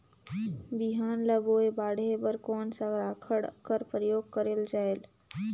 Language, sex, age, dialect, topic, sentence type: Chhattisgarhi, female, 18-24, Northern/Bhandar, agriculture, question